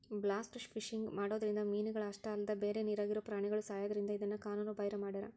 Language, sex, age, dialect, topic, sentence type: Kannada, female, 31-35, Dharwad Kannada, agriculture, statement